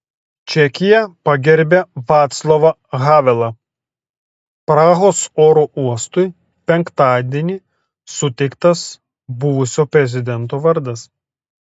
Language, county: Lithuanian, Telšiai